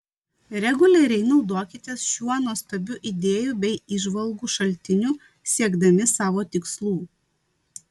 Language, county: Lithuanian, Vilnius